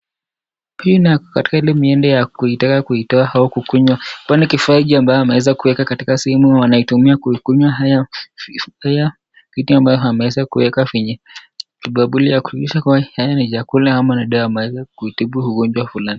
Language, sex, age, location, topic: Swahili, male, 25-35, Nakuru, agriculture